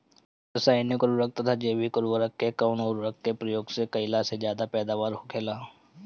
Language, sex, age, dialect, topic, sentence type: Bhojpuri, male, 25-30, Northern, agriculture, question